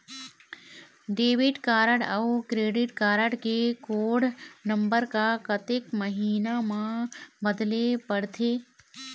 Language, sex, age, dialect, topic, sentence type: Chhattisgarhi, female, 18-24, Eastern, banking, question